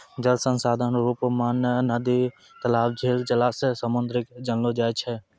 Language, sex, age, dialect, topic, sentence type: Maithili, male, 18-24, Angika, agriculture, statement